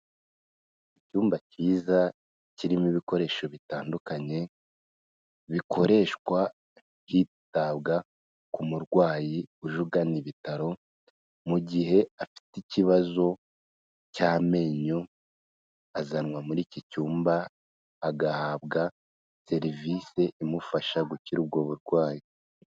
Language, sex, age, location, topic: Kinyarwanda, male, 18-24, Kigali, health